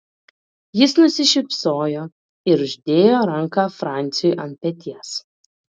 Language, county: Lithuanian, Klaipėda